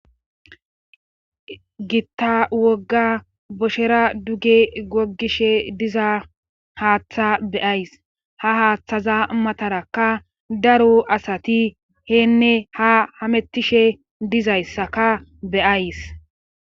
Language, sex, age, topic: Gamo, female, 25-35, government